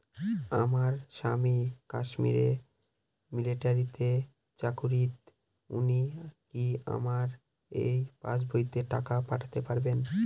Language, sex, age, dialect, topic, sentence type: Bengali, male, 18-24, Northern/Varendri, banking, question